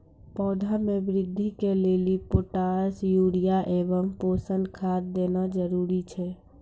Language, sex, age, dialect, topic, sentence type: Maithili, female, 18-24, Angika, agriculture, question